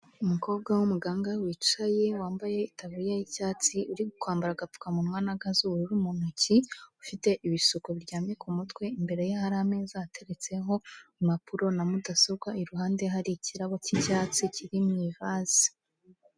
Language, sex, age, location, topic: Kinyarwanda, female, 25-35, Kigali, health